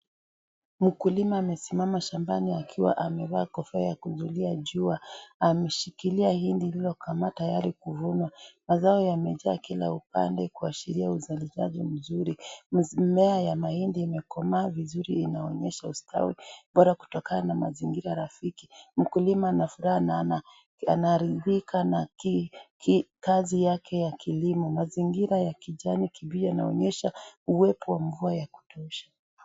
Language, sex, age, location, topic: Swahili, female, 36-49, Kisii, agriculture